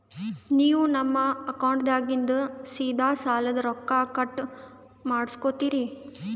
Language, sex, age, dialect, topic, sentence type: Kannada, female, 18-24, Northeastern, banking, question